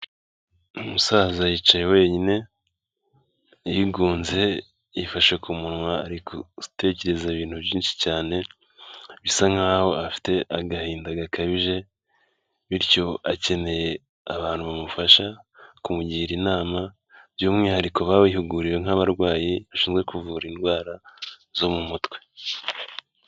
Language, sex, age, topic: Kinyarwanda, male, 25-35, health